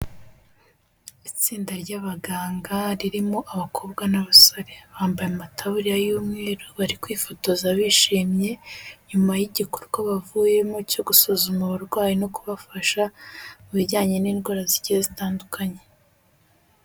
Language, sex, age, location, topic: Kinyarwanda, female, 18-24, Kigali, health